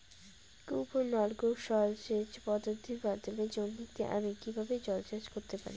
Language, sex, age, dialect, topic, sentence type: Bengali, female, 31-35, Rajbangshi, agriculture, question